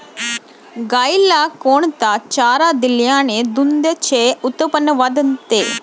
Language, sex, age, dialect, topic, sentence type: Marathi, female, 25-30, Standard Marathi, agriculture, question